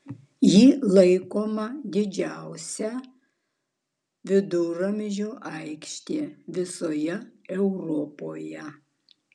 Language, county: Lithuanian, Vilnius